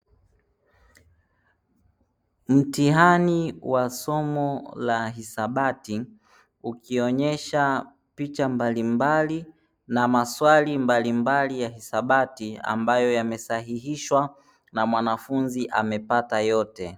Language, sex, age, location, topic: Swahili, male, 18-24, Dar es Salaam, education